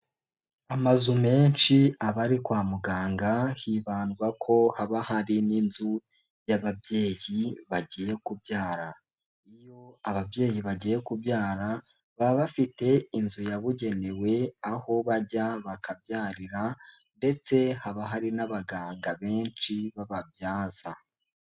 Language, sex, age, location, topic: Kinyarwanda, male, 18-24, Huye, health